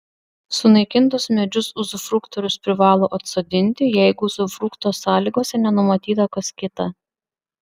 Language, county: Lithuanian, Vilnius